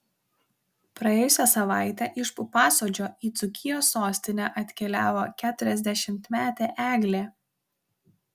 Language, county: Lithuanian, Kaunas